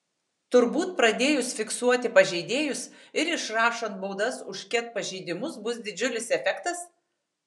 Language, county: Lithuanian, Tauragė